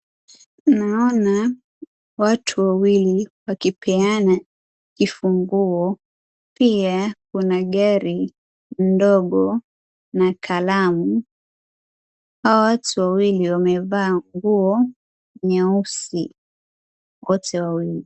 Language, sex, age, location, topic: Swahili, female, 18-24, Wajir, finance